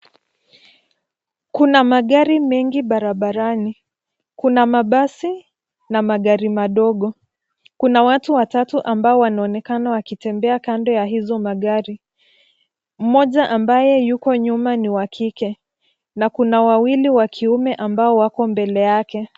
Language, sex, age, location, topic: Swahili, female, 25-35, Nairobi, government